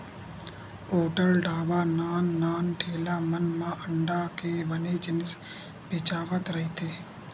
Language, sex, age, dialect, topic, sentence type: Chhattisgarhi, male, 56-60, Western/Budati/Khatahi, agriculture, statement